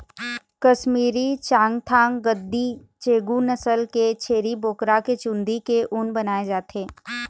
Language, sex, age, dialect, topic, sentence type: Chhattisgarhi, female, 18-24, Eastern, agriculture, statement